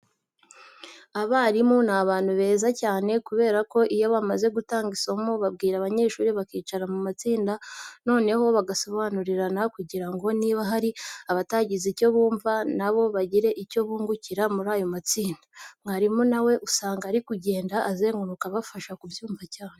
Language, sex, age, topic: Kinyarwanda, female, 18-24, education